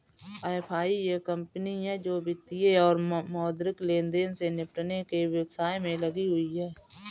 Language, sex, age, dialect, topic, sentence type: Hindi, female, 31-35, Marwari Dhudhari, banking, statement